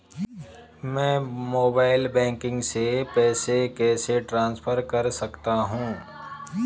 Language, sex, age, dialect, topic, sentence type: Hindi, male, 31-35, Marwari Dhudhari, banking, question